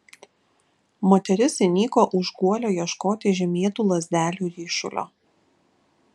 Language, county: Lithuanian, Kaunas